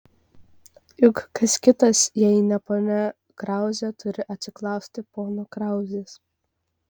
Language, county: Lithuanian, Kaunas